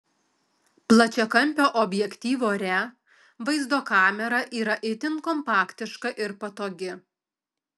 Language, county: Lithuanian, Alytus